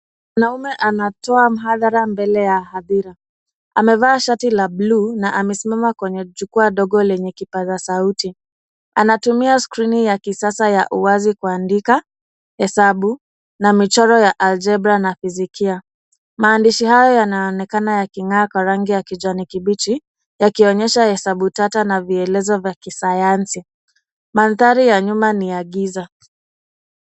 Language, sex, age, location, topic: Swahili, female, 25-35, Nairobi, education